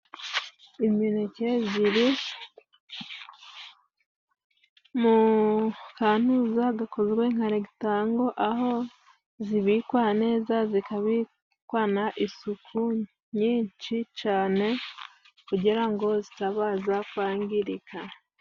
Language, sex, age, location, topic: Kinyarwanda, female, 25-35, Musanze, agriculture